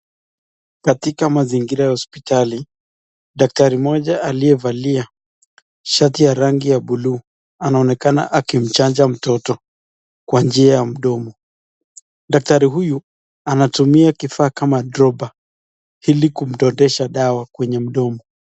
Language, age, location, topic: Swahili, 36-49, Nakuru, health